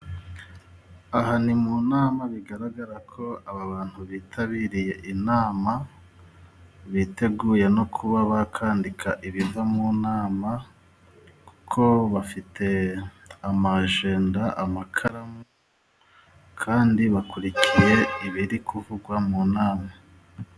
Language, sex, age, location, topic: Kinyarwanda, male, 36-49, Musanze, government